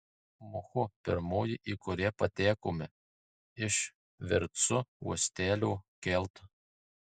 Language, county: Lithuanian, Marijampolė